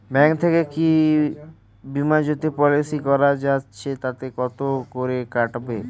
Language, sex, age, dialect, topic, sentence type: Bengali, male, 18-24, Standard Colloquial, banking, question